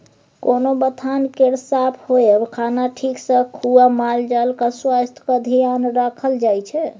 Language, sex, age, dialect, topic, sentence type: Maithili, female, 36-40, Bajjika, agriculture, statement